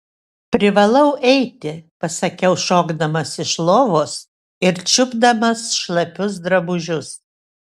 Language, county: Lithuanian, Šiauliai